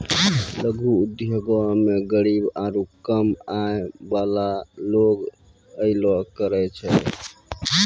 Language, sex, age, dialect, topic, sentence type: Maithili, male, 18-24, Angika, banking, statement